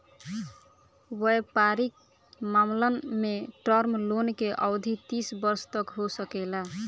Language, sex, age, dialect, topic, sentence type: Bhojpuri, female, <18, Southern / Standard, banking, statement